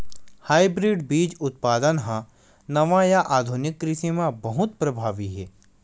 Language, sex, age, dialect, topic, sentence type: Chhattisgarhi, male, 18-24, Western/Budati/Khatahi, agriculture, statement